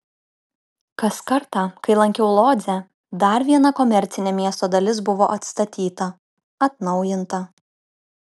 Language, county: Lithuanian, Kaunas